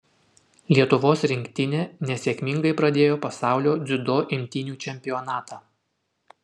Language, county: Lithuanian, Utena